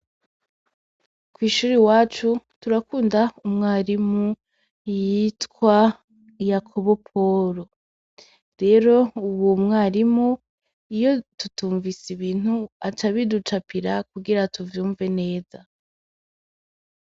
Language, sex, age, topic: Rundi, female, 25-35, education